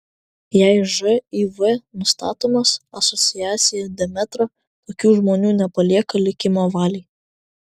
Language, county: Lithuanian, Vilnius